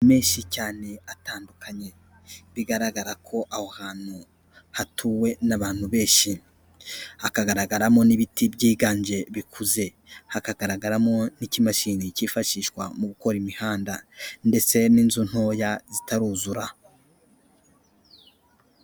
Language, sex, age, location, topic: Kinyarwanda, male, 18-24, Kigali, government